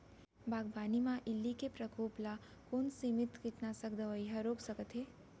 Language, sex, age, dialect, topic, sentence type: Chhattisgarhi, female, 31-35, Central, agriculture, question